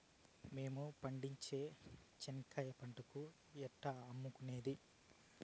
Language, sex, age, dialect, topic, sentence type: Telugu, male, 31-35, Southern, agriculture, question